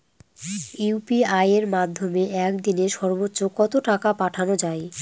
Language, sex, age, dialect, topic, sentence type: Bengali, female, 25-30, Northern/Varendri, banking, question